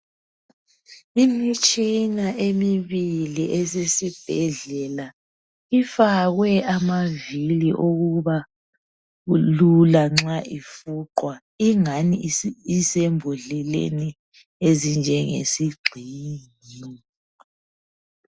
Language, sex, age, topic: North Ndebele, female, 50+, health